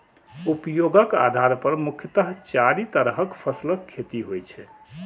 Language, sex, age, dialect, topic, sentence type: Maithili, male, 41-45, Eastern / Thethi, agriculture, statement